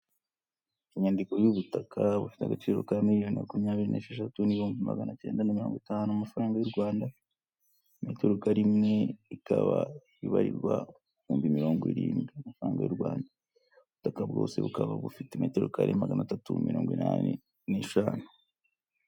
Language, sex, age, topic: Kinyarwanda, male, 25-35, finance